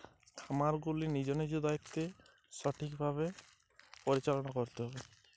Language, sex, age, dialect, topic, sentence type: Bengali, male, 18-24, Jharkhandi, agriculture, question